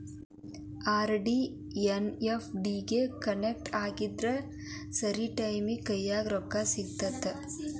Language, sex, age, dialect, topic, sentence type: Kannada, female, 18-24, Dharwad Kannada, banking, statement